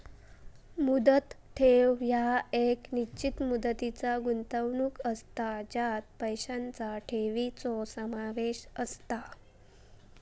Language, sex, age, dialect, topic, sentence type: Marathi, female, 18-24, Southern Konkan, banking, statement